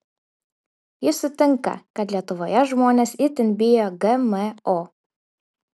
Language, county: Lithuanian, Šiauliai